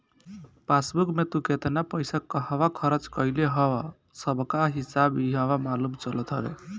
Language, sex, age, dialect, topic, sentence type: Bhojpuri, male, 18-24, Northern, banking, statement